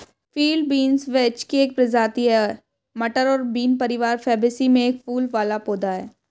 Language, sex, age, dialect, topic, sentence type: Hindi, female, 25-30, Hindustani Malvi Khadi Boli, agriculture, statement